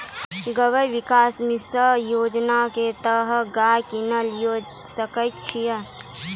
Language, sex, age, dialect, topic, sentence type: Maithili, female, 18-24, Angika, banking, question